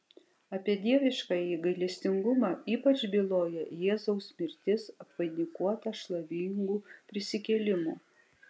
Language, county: Lithuanian, Kaunas